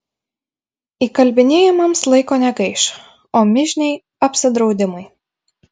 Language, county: Lithuanian, Vilnius